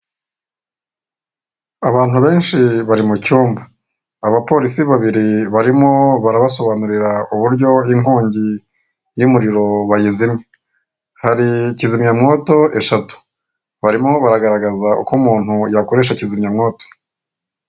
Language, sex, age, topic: Kinyarwanda, female, 36-49, government